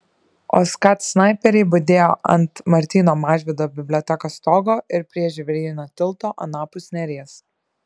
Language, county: Lithuanian, Šiauliai